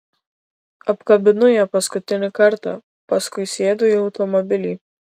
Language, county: Lithuanian, Kaunas